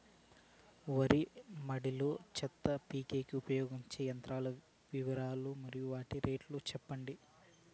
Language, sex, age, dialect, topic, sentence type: Telugu, male, 31-35, Southern, agriculture, question